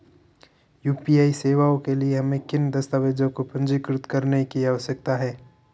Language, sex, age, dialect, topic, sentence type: Hindi, male, 46-50, Marwari Dhudhari, banking, question